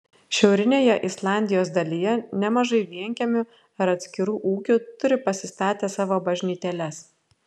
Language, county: Lithuanian, Klaipėda